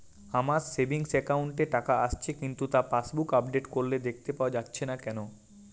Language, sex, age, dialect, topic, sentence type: Bengali, male, 18-24, Jharkhandi, banking, question